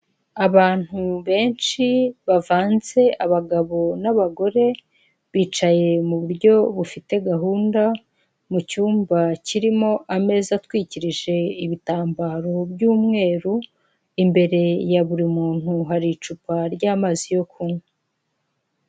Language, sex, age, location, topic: Kinyarwanda, female, 25-35, Kigali, government